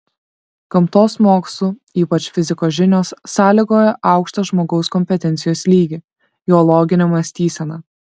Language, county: Lithuanian, Šiauliai